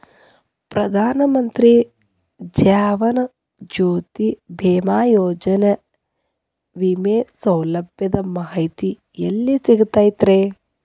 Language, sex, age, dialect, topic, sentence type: Kannada, female, 31-35, Dharwad Kannada, banking, question